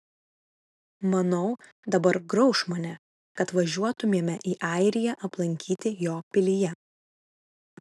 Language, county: Lithuanian, Vilnius